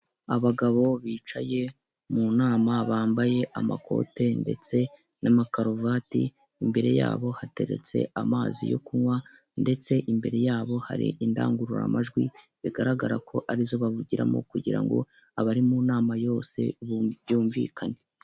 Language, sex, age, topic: Kinyarwanda, male, 18-24, government